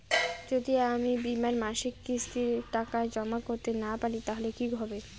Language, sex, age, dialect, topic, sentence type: Bengali, female, 25-30, Rajbangshi, banking, question